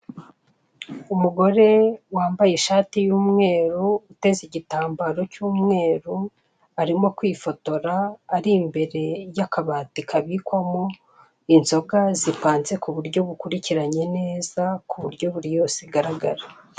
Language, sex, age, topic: Kinyarwanda, female, 36-49, finance